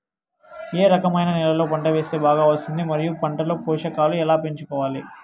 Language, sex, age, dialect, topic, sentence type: Telugu, male, 18-24, Southern, agriculture, question